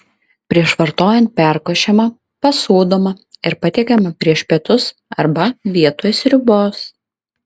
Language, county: Lithuanian, Klaipėda